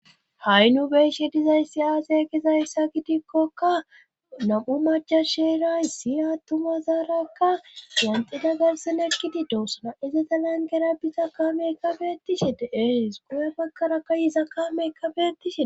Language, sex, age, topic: Gamo, female, 18-24, government